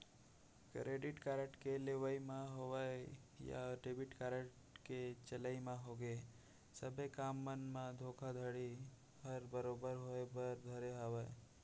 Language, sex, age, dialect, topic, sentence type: Chhattisgarhi, male, 56-60, Central, banking, statement